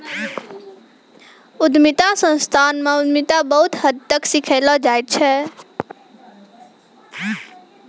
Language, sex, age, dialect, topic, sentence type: Maithili, female, 18-24, Angika, banking, statement